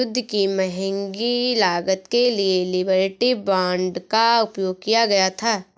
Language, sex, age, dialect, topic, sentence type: Hindi, female, 18-24, Awadhi Bundeli, banking, statement